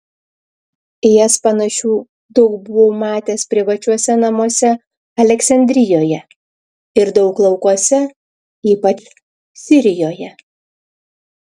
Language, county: Lithuanian, Klaipėda